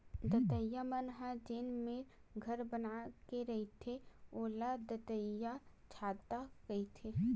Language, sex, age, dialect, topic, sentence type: Chhattisgarhi, female, 60-100, Western/Budati/Khatahi, agriculture, statement